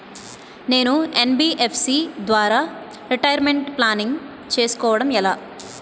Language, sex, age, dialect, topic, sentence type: Telugu, female, 25-30, Utterandhra, banking, question